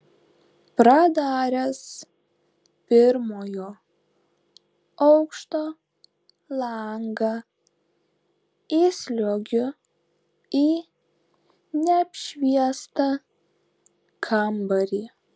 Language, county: Lithuanian, Klaipėda